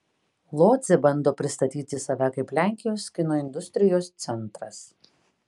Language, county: Lithuanian, Kaunas